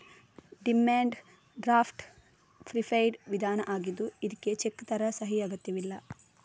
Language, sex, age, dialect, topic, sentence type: Kannada, female, 25-30, Coastal/Dakshin, banking, statement